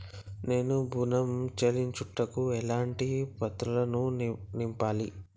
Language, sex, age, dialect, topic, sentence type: Telugu, male, 60-100, Telangana, banking, question